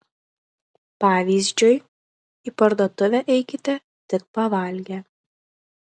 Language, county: Lithuanian, Šiauliai